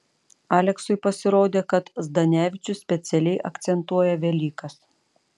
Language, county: Lithuanian, Panevėžys